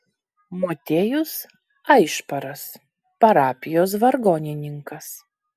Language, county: Lithuanian, Vilnius